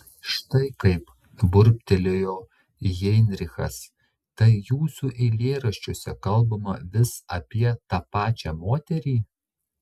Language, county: Lithuanian, Šiauliai